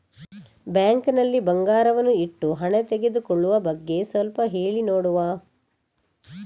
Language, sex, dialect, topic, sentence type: Kannada, female, Coastal/Dakshin, banking, question